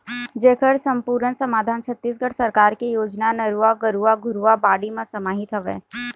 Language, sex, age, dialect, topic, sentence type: Chhattisgarhi, female, 18-24, Eastern, agriculture, statement